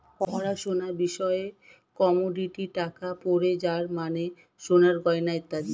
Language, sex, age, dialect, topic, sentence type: Bengali, female, 31-35, Standard Colloquial, banking, statement